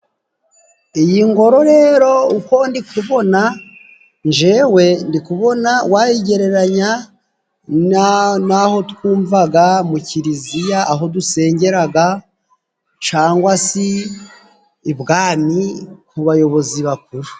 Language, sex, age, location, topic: Kinyarwanda, male, 36-49, Musanze, government